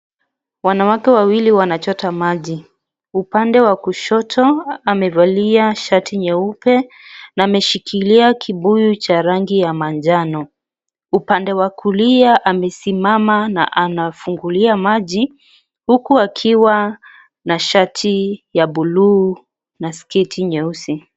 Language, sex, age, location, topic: Swahili, female, 25-35, Kisii, health